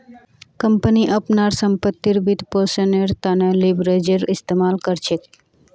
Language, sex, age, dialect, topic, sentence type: Magahi, female, 18-24, Northeastern/Surjapuri, banking, statement